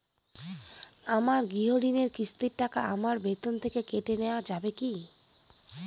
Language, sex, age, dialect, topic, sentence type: Bengali, female, 25-30, Northern/Varendri, banking, question